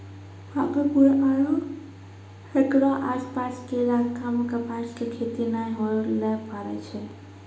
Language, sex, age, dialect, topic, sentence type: Maithili, female, 46-50, Angika, agriculture, statement